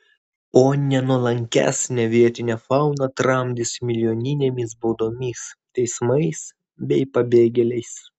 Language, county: Lithuanian, Vilnius